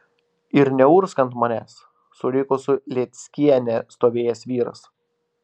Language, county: Lithuanian, Klaipėda